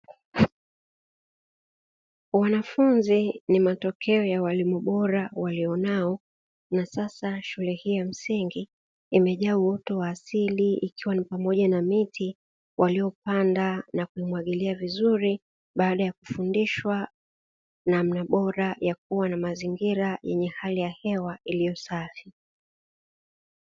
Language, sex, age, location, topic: Swahili, female, 36-49, Dar es Salaam, education